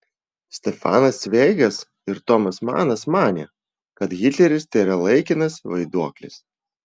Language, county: Lithuanian, Vilnius